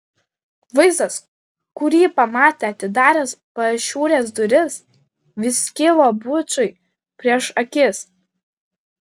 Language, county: Lithuanian, Klaipėda